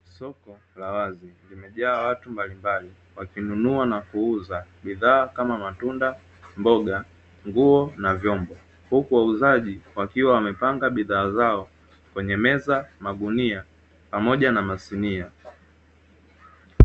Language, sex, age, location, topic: Swahili, male, 18-24, Dar es Salaam, finance